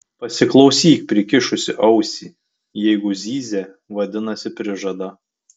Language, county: Lithuanian, Tauragė